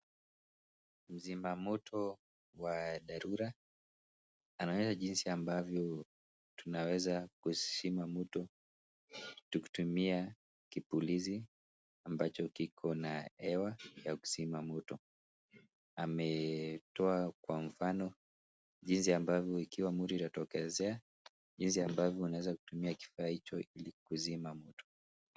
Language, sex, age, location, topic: Swahili, male, 25-35, Nakuru, health